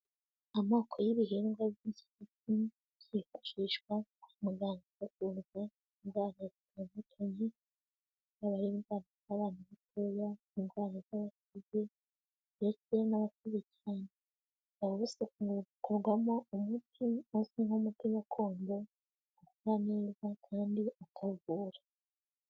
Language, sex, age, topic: Kinyarwanda, female, 18-24, agriculture